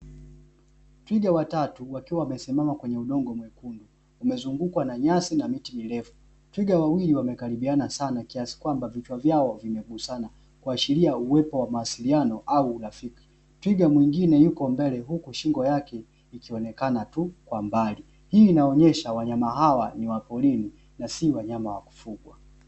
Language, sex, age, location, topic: Swahili, male, 18-24, Dar es Salaam, agriculture